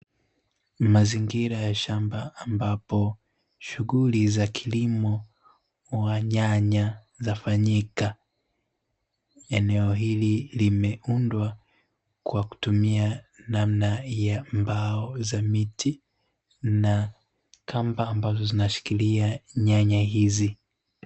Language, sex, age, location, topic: Swahili, male, 18-24, Dar es Salaam, agriculture